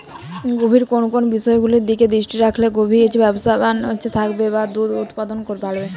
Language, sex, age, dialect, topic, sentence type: Bengali, female, 18-24, Jharkhandi, agriculture, question